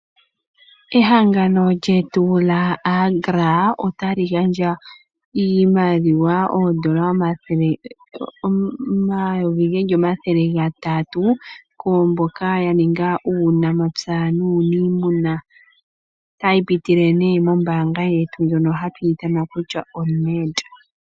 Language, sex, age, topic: Oshiwambo, female, 18-24, finance